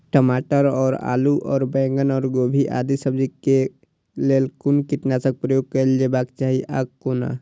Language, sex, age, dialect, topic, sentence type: Maithili, male, 18-24, Eastern / Thethi, agriculture, question